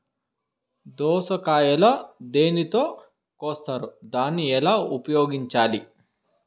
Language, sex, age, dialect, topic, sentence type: Telugu, male, 18-24, Southern, agriculture, question